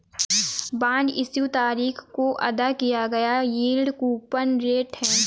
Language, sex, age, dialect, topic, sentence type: Hindi, female, 18-24, Awadhi Bundeli, banking, statement